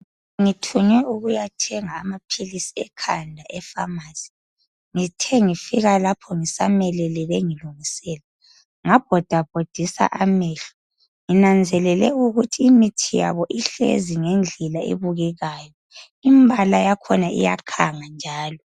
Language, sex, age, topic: North Ndebele, female, 25-35, health